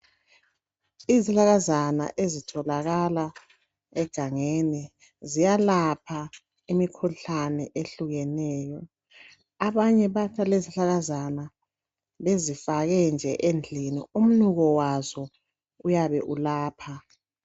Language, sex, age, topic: North Ndebele, male, 25-35, health